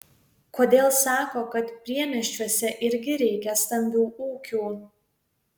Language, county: Lithuanian, Vilnius